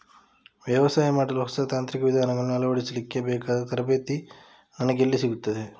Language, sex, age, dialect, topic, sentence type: Kannada, male, 25-30, Coastal/Dakshin, agriculture, question